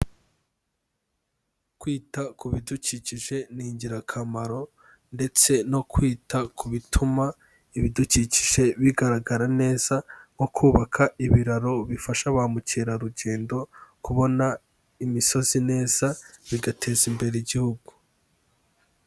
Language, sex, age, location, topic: Kinyarwanda, male, 18-24, Kigali, agriculture